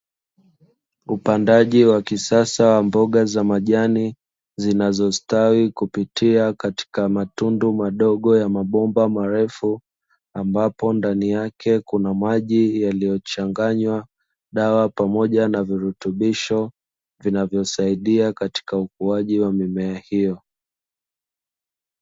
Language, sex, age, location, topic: Swahili, male, 25-35, Dar es Salaam, agriculture